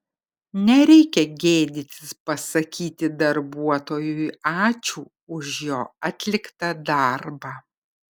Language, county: Lithuanian, Kaunas